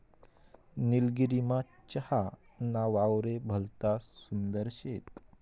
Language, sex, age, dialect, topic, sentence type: Marathi, male, 25-30, Northern Konkan, agriculture, statement